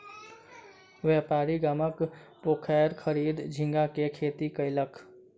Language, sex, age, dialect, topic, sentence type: Maithili, male, 18-24, Southern/Standard, agriculture, statement